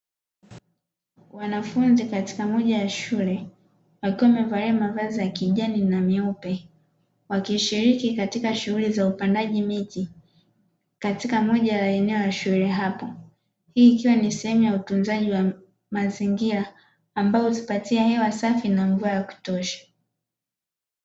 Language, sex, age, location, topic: Swahili, female, 25-35, Dar es Salaam, health